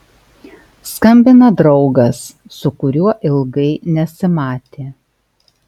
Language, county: Lithuanian, Alytus